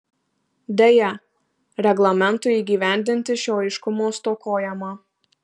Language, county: Lithuanian, Marijampolė